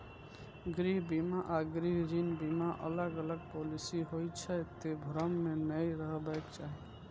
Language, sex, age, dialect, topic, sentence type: Maithili, male, 25-30, Eastern / Thethi, banking, statement